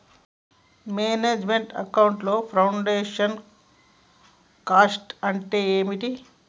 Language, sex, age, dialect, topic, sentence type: Telugu, male, 41-45, Telangana, banking, question